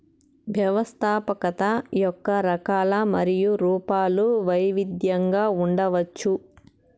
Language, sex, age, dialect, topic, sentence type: Telugu, female, 31-35, Southern, banking, statement